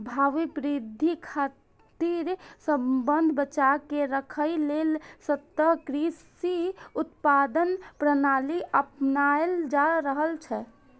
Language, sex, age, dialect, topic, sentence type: Maithili, female, 18-24, Eastern / Thethi, agriculture, statement